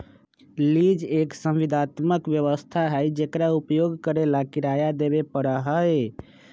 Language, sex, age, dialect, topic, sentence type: Magahi, male, 25-30, Western, banking, statement